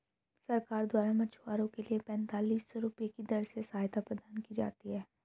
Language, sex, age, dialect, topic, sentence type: Hindi, female, 25-30, Hindustani Malvi Khadi Boli, agriculture, statement